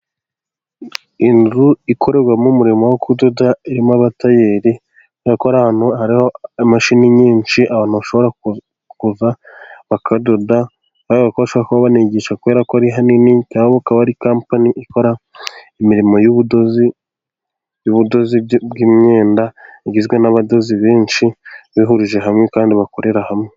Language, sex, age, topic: Kinyarwanda, male, 18-24, education